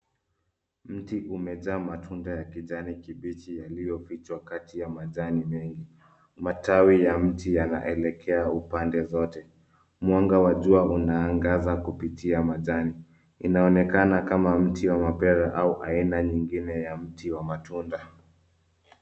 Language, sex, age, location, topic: Swahili, male, 25-35, Nairobi, health